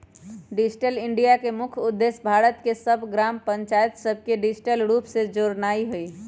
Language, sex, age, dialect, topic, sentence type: Magahi, female, 31-35, Western, banking, statement